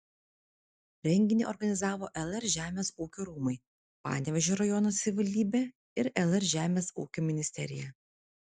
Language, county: Lithuanian, Vilnius